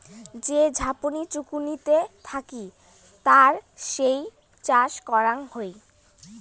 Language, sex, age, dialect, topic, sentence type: Bengali, female, 18-24, Rajbangshi, agriculture, statement